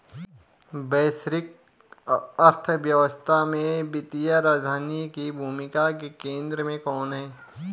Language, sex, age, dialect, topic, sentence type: Hindi, male, 25-30, Garhwali, banking, statement